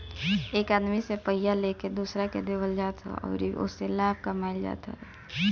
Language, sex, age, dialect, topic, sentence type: Bhojpuri, male, 18-24, Northern, banking, statement